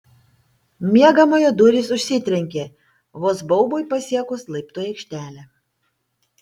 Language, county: Lithuanian, Panevėžys